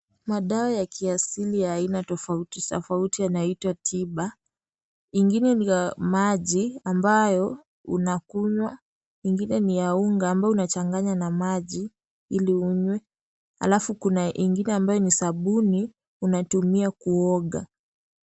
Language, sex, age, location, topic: Swahili, female, 18-24, Kisii, health